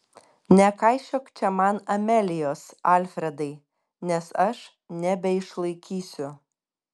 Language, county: Lithuanian, Kaunas